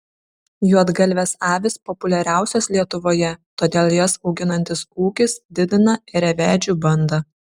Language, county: Lithuanian, Šiauliai